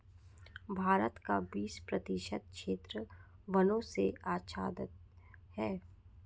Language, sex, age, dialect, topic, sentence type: Hindi, female, 56-60, Marwari Dhudhari, agriculture, statement